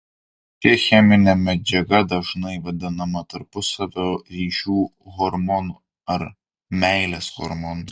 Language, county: Lithuanian, Vilnius